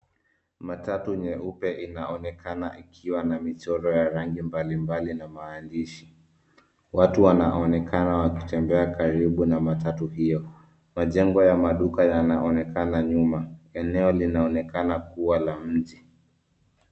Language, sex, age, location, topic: Swahili, male, 25-35, Nairobi, government